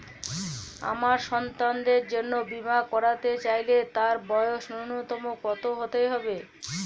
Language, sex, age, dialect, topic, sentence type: Bengali, female, 41-45, Northern/Varendri, banking, question